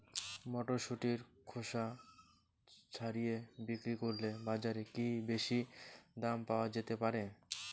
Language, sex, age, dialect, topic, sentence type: Bengali, male, 25-30, Rajbangshi, agriculture, question